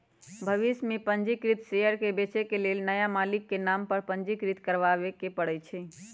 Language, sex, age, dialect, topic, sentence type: Magahi, female, 31-35, Western, banking, statement